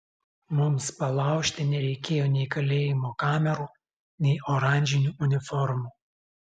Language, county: Lithuanian, Alytus